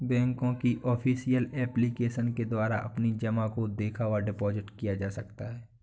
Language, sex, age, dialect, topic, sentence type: Hindi, male, 25-30, Awadhi Bundeli, banking, statement